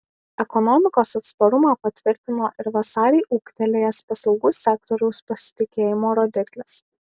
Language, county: Lithuanian, Alytus